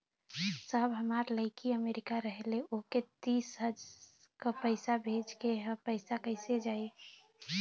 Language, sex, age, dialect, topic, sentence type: Bhojpuri, female, 18-24, Western, banking, question